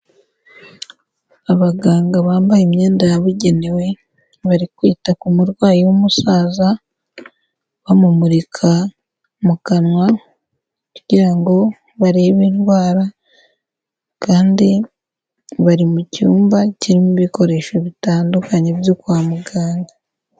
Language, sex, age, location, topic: Kinyarwanda, female, 18-24, Huye, health